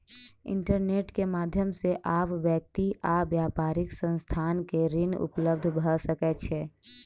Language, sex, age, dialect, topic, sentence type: Maithili, female, 18-24, Southern/Standard, banking, statement